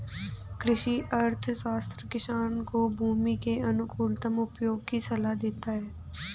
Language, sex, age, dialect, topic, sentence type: Hindi, female, 18-24, Hindustani Malvi Khadi Boli, banking, statement